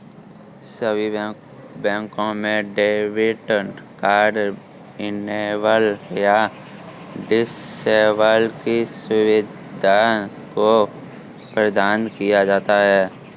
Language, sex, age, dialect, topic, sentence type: Hindi, male, 46-50, Kanauji Braj Bhasha, banking, statement